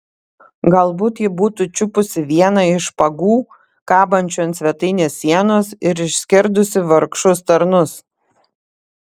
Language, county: Lithuanian, Panevėžys